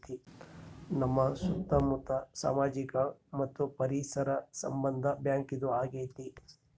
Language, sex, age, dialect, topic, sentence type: Kannada, male, 31-35, Central, banking, statement